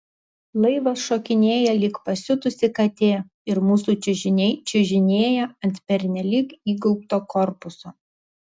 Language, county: Lithuanian, Alytus